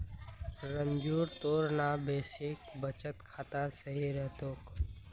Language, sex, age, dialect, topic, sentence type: Magahi, male, 18-24, Northeastern/Surjapuri, banking, statement